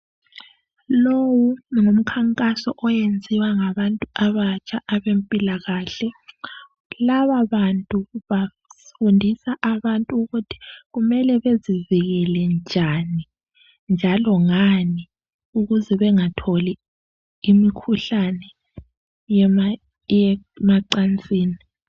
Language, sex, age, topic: North Ndebele, female, 25-35, health